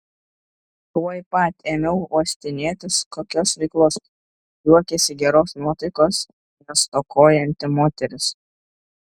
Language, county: Lithuanian, Šiauliai